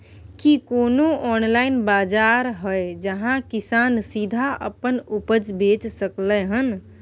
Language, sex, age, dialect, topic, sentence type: Maithili, female, 18-24, Bajjika, agriculture, statement